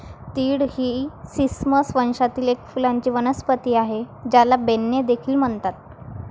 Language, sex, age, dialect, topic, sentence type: Marathi, female, 18-24, Varhadi, agriculture, statement